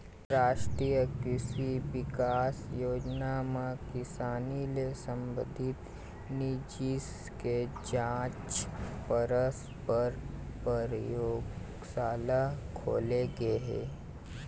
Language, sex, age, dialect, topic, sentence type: Chhattisgarhi, male, 51-55, Eastern, agriculture, statement